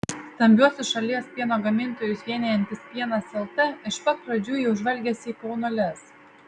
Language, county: Lithuanian, Vilnius